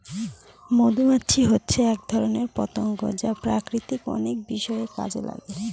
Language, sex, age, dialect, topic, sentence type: Bengali, female, 18-24, Northern/Varendri, agriculture, statement